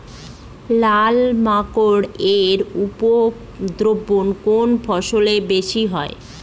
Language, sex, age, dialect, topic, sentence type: Bengali, female, 31-35, Standard Colloquial, agriculture, question